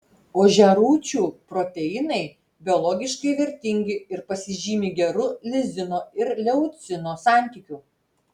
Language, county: Lithuanian, Telšiai